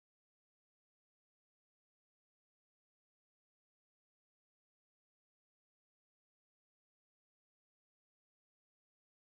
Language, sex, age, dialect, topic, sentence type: Telugu, female, 25-30, Utterandhra, banking, question